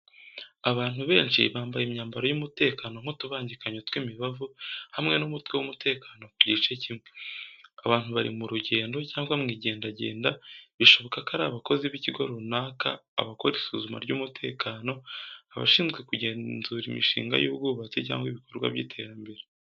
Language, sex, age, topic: Kinyarwanda, male, 18-24, education